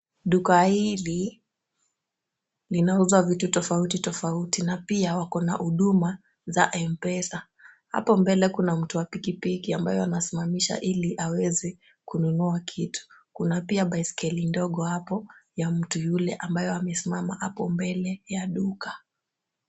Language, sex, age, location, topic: Swahili, female, 18-24, Kisumu, finance